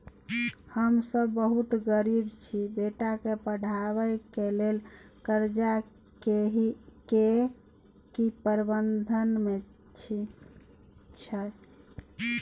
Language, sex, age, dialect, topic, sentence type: Maithili, female, 41-45, Bajjika, banking, question